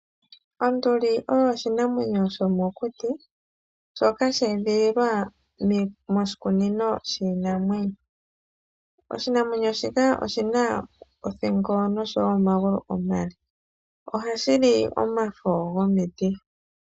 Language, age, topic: Oshiwambo, 36-49, agriculture